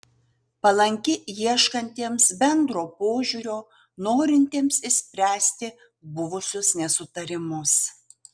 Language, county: Lithuanian, Utena